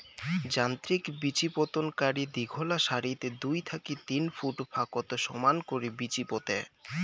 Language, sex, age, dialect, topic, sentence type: Bengali, male, 18-24, Rajbangshi, agriculture, statement